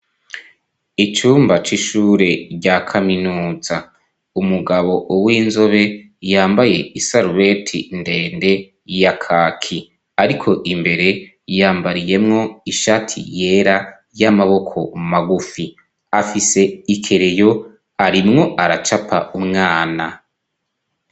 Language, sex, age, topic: Rundi, male, 25-35, education